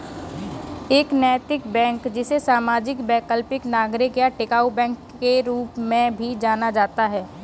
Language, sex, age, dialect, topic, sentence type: Hindi, female, 18-24, Kanauji Braj Bhasha, banking, statement